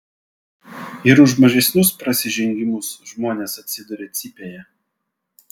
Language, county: Lithuanian, Vilnius